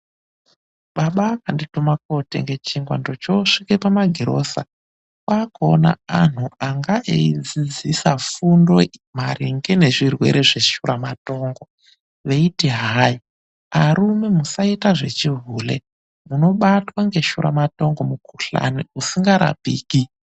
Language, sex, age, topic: Ndau, male, 25-35, health